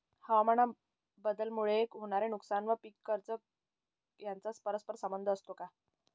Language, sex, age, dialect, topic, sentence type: Marathi, female, 18-24, Northern Konkan, agriculture, question